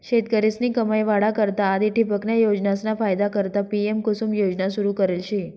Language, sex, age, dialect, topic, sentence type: Marathi, female, 56-60, Northern Konkan, agriculture, statement